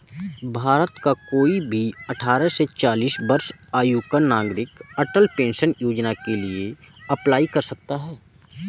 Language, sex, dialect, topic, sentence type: Hindi, male, Kanauji Braj Bhasha, banking, statement